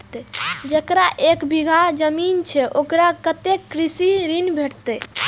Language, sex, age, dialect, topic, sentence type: Maithili, female, 18-24, Eastern / Thethi, banking, question